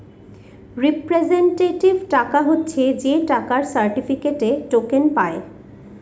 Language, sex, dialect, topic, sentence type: Bengali, female, Northern/Varendri, banking, statement